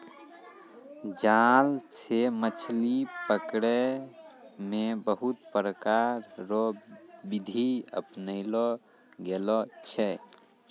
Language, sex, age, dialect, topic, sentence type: Maithili, male, 36-40, Angika, agriculture, statement